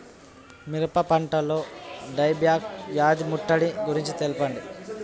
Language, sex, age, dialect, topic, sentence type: Telugu, male, 18-24, Telangana, agriculture, question